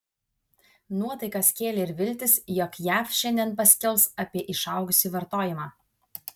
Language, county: Lithuanian, Vilnius